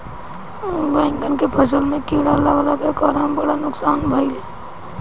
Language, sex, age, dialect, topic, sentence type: Bhojpuri, female, 18-24, Northern, agriculture, statement